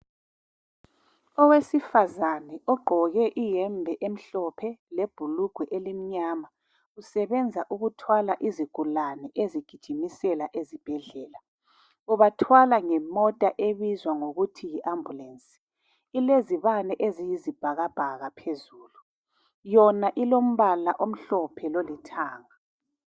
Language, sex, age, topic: North Ndebele, female, 36-49, health